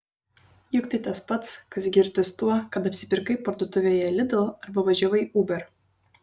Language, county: Lithuanian, Šiauliai